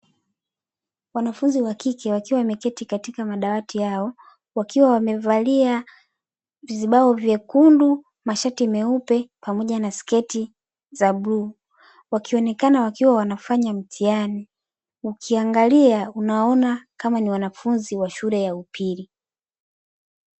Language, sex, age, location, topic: Swahili, female, 25-35, Dar es Salaam, education